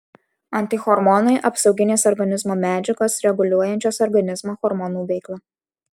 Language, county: Lithuanian, Alytus